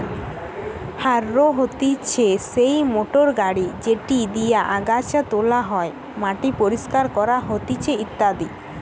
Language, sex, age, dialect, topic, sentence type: Bengali, female, 18-24, Western, agriculture, statement